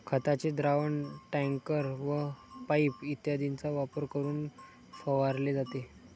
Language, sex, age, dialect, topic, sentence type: Marathi, male, 51-55, Standard Marathi, agriculture, statement